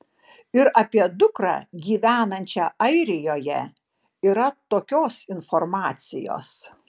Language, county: Lithuanian, Panevėžys